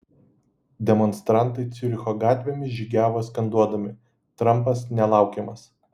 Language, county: Lithuanian, Utena